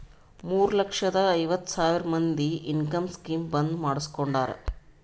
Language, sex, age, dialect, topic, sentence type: Kannada, female, 36-40, Northeastern, banking, statement